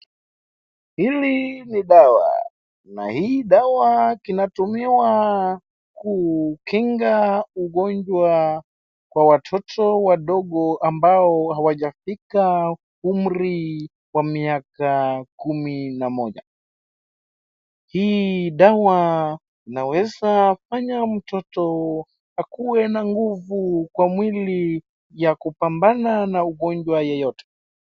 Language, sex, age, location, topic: Swahili, male, 18-24, Wajir, health